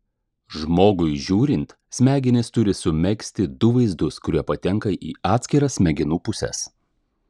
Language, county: Lithuanian, Klaipėda